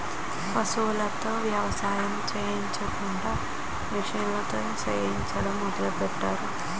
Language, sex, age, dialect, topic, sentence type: Telugu, female, 18-24, Utterandhra, agriculture, statement